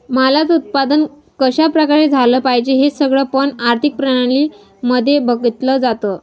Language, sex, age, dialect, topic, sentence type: Marathi, female, 18-24, Northern Konkan, banking, statement